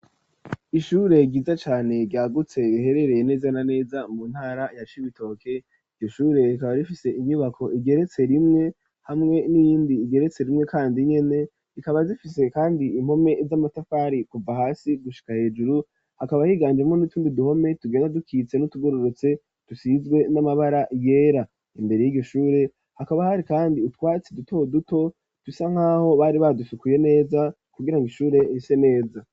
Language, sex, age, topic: Rundi, female, 18-24, education